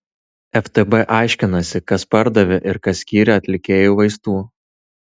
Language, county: Lithuanian, Tauragė